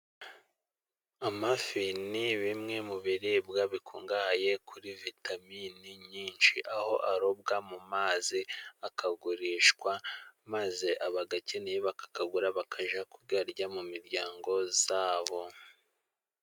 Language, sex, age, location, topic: Kinyarwanda, male, 36-49, Musanze, agriculture